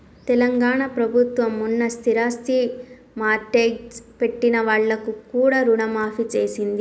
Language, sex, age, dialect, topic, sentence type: Telugu, female, 31-35, Telangana, banking, statement